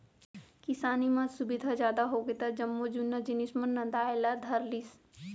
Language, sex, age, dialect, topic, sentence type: Chhattisgarhi, female, 25-30, Central, agriculture, statement